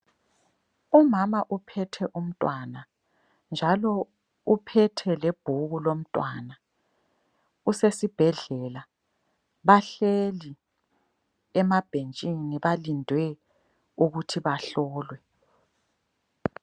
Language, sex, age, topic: North Ndebele, female, 25-35, health